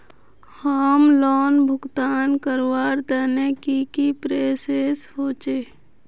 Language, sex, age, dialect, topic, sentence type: Magahi, female, 18-24, Northeastern/Surjapuri, banking, question